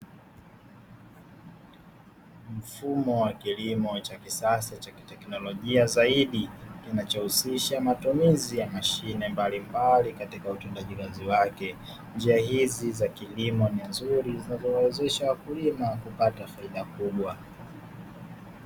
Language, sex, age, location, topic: Swahili, male, 18-24, Dar es Salaam, agriculture